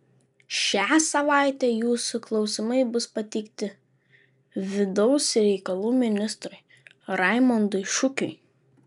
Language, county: Lithuanian, Vilnius